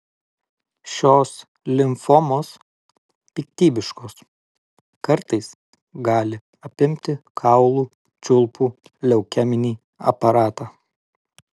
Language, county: Lithuanian, Vilnius